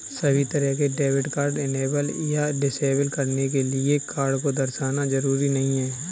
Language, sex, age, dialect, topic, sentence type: Hindi, male, 25-30, Kanauji Braj Bhasha, banking, statement